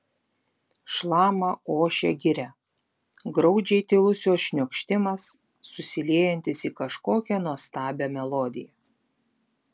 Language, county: Lithuanian, Klaipėda